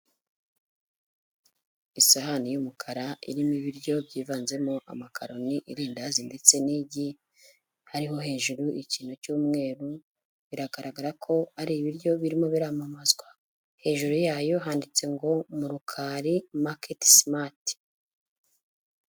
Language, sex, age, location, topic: Kinyarwanda, female, 25-35, Huye, finance